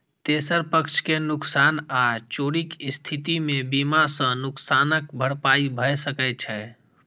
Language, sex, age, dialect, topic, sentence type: Maithili, female, 36-40, Eastern / Thethi, banking, statement